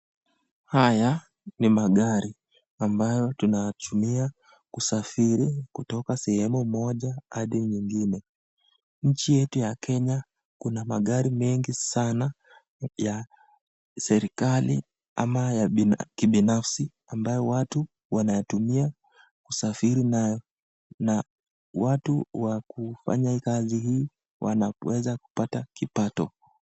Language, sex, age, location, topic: Swahili, male, 18-24, Nakuru, finance